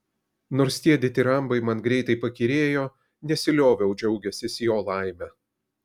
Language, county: Lithuanian, Kaunas